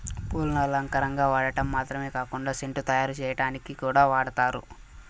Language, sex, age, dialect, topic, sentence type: Telugu, male, 18-24, Southern, agriculture, statement